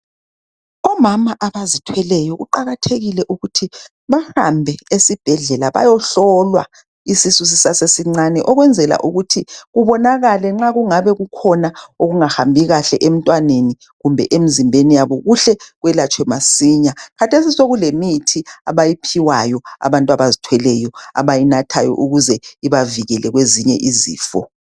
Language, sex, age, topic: North Ndebele, female, 25-35, health